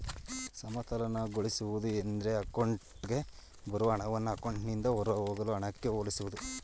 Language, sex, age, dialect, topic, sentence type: Kannada, male, 31-35, Mysore Kannada, banking, statement